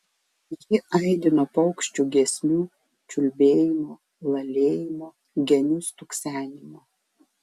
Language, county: Lithuanian, Vilnius